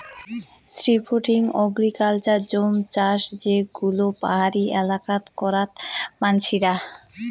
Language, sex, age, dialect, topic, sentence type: Bengali, female, 18-24, Rajbangshi, agriculture, statement